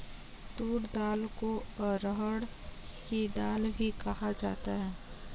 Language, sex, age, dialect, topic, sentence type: Hindi, female, 18-24, Kanauji Braj Bhasha, agriculture, statement